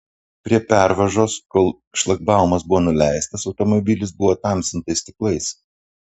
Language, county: Lithuanian, Panevėžys